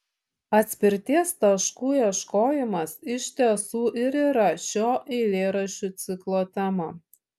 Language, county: Lithuanian, Šiauliai